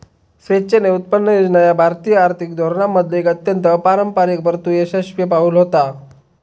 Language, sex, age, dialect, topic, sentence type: Marathi, male, 18-24, Southern Konkan, banking, statement